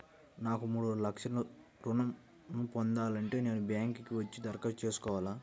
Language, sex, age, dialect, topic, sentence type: Telugu, male, 60-100, Central/Coastal, banking, question